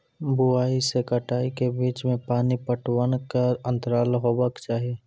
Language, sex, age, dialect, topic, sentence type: Maithili, male, 18-24, Angika, agriculture, question